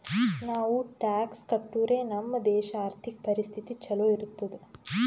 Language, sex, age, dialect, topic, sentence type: Kannada, female, 18-24, Northeastern, banking, statement